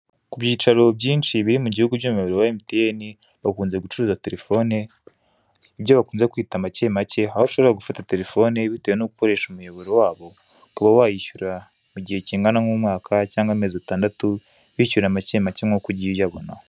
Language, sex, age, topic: Kinyarwanda, male, 18-24, finance